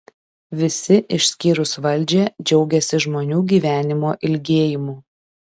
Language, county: Lithuanian, Šiauliai